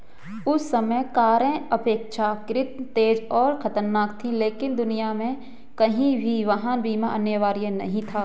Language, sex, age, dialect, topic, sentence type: Hindi, male, 25-30, Hindustani Malvi Khadi Boli, banking, statement